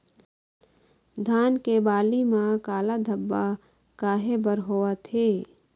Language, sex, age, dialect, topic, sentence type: Chhattisgarhi, female, 25-30, Eastern, agriculture, question